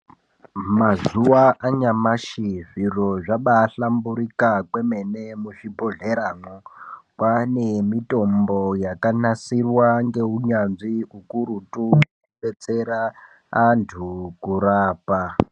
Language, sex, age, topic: Ndau, male, 18-24, health